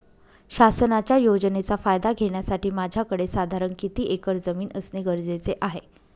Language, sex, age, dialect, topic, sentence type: Marathi, female, 31-35, Northern Konkan, agriculture, question